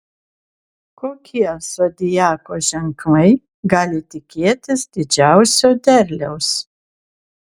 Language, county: Lithuanian, Kaunas